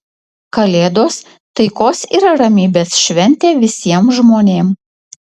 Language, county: Lithuanian, Utena